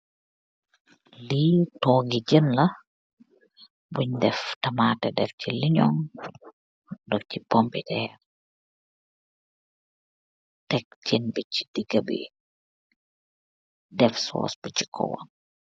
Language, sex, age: Wolof, female, 36-49